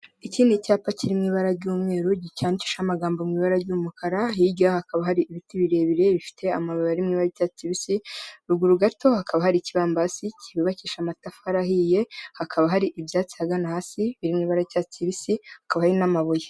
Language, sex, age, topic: Kinyarwanda, female, 18-24, health